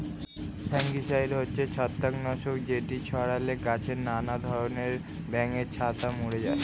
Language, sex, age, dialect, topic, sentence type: Bengali, male, 18-24, Standard Colloquial, agriculture, statement